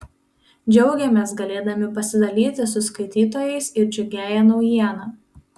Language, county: Lithuanian, Panevėžys